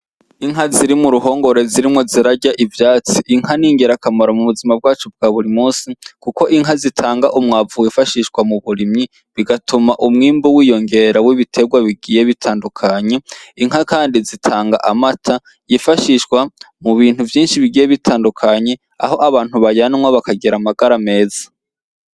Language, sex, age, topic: Rundi, male, 18-24, agriculture